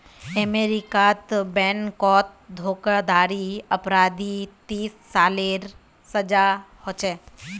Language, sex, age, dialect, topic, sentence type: Magahi, female, 18-24, Northeastern/Surjapuri, banking, statement